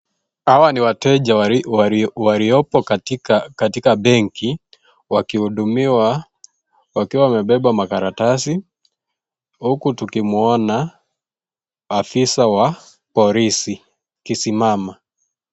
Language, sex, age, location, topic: Swahili, male, 18-24, Kisii, government